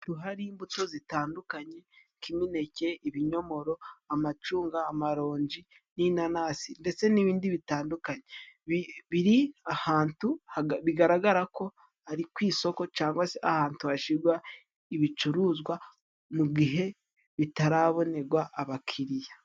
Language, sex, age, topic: Kinyarwanda, male, 18-24, agriculture